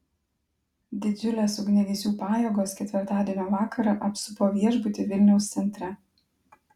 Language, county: Lithuanian, Klaipėda